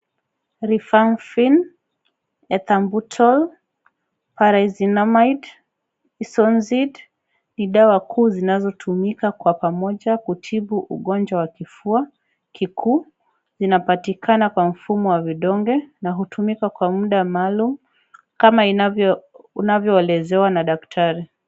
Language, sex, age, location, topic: Swahili, female, 25-35, Kisumu, health